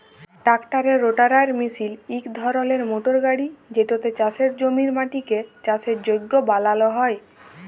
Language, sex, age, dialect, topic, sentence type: Bengali, female, 18-24, Jharkhandi, agriculture, statement